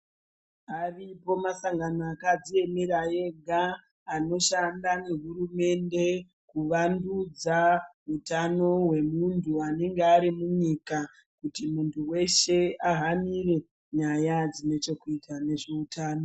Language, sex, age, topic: Ndau, female, 25-35, health